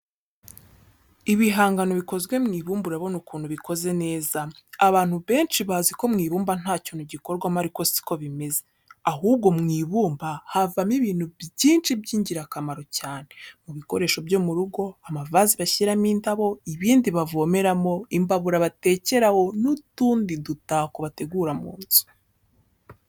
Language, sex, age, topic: Kinyarwanda, female, 18-24, education